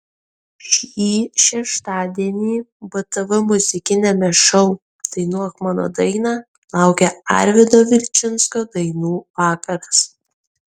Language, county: Lithuanian, Kaunas